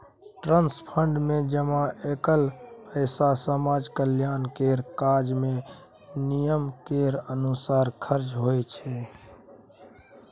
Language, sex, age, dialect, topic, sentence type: Maithili, male, 25-30, Bajjika, banking, statement